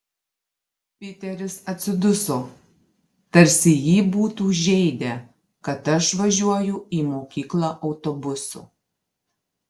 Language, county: Lithuanian, Marijampolė